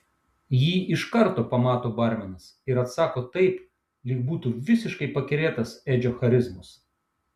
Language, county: Lithuanian, Šiauliai